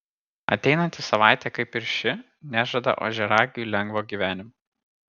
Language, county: Lithuanian, Kaunas